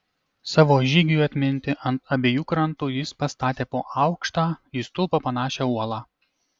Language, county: Lithuanian, Kaunas